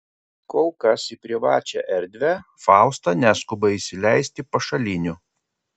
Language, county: Lithuanian, Kaunas